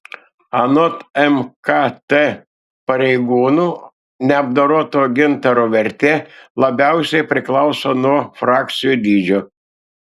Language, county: Lithuanian, Šiauliai